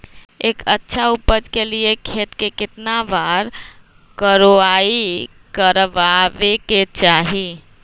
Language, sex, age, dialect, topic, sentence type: Magahi, female, 18-24, Western, agriculture, question